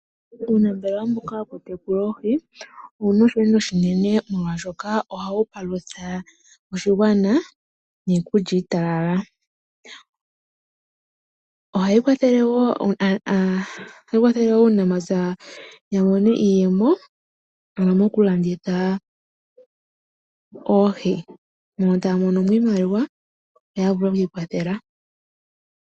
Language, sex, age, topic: Oshiwambo, female, 25-35, agriculture